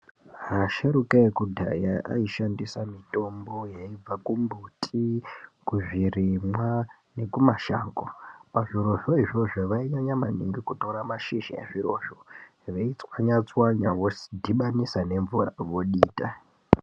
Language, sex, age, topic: Ndau, male, 18-24, health